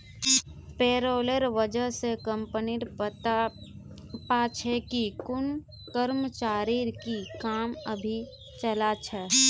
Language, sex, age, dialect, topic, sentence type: Magahi, female, 18-24, Northeastern/Surjapuri, banking, statement